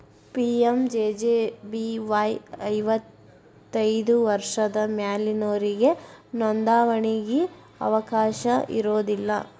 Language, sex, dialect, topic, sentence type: Kannada, female, Dharwad Kannada, banking, statement